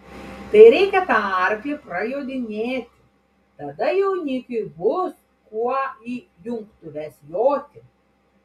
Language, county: Lithuanian, Klaipėda